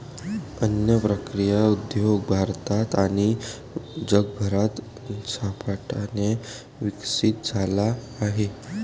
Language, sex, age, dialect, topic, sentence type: Marathi, male, 18-24, Varhadi, agriculture, statement